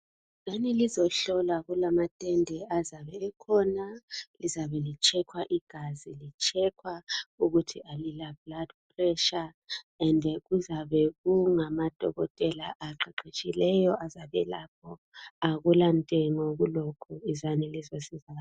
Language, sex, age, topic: North Ndebele, female, 25-35, health